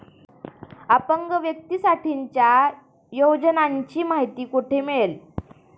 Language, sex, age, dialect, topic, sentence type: Marathi, female, 18-24, Standard Marathi, banking, question